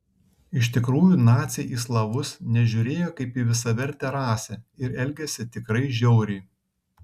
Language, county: Lithuanian, Kaunas